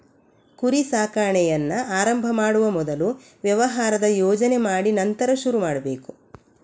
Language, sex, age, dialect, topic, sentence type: Kannada, female, 25-30, Coastal/Dakshin, agriculture, statement